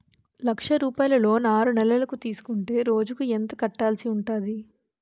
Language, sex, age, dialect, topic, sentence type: Telugu, female, 18-24, Utterandhra, banking, question